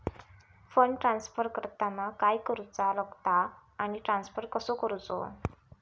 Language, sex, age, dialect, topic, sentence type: Marathi, female, 25-30, Southern Konkan, banking, question